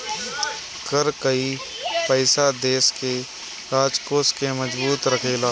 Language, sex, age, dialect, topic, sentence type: Bhojpuri, male, 18-24, Northern, banking, statement